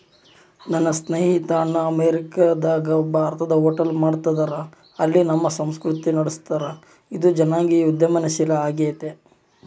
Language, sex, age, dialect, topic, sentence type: Kannada, male, 18-24, Central, banking, statement